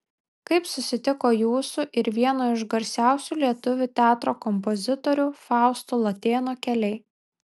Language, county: Lithuanian, Vilnius